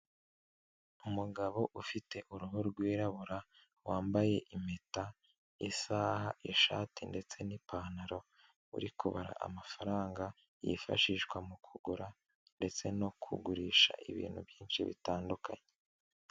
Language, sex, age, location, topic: Kinyarwanda, male, 18-24, Kigali, finance